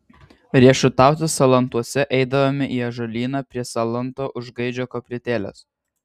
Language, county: Lithuanian, Vilnius